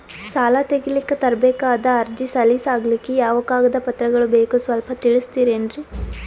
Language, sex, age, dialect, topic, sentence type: Kannada, female, 18-24, Northeastern, banking, question